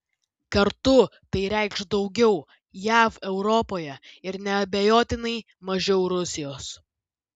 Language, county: Lithuanian, Vilnius